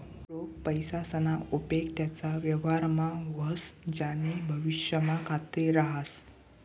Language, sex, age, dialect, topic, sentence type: Marathi, male, 18-24, Northern Konkan, banking, statement